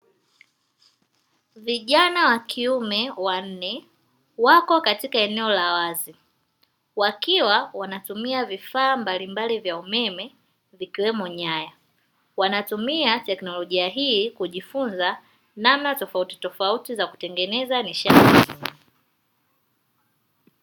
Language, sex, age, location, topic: Swahili, female, 18-24, Dar es Salaam, education